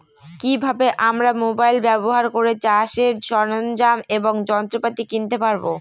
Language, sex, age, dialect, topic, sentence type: Bengali, female, 36-40, Northern/Varendri, agriculture, question